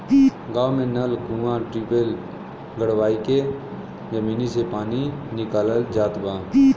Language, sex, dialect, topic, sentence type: Bhojpuri, male, Western, agriculture, statement